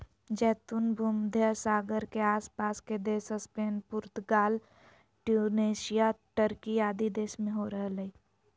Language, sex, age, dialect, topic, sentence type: Magahi, female, 18-24, Southern, agriculture, statement